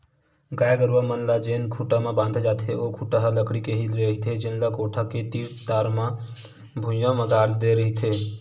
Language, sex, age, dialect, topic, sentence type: Chhattisgarhi, male, 18-24, Western/Budati/Khatahi, agriculture, statement